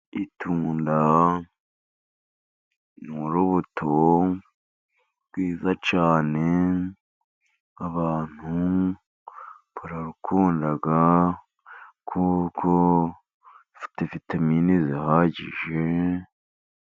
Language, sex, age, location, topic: Kinyarwanda, male, 50+, Musanze, agriculture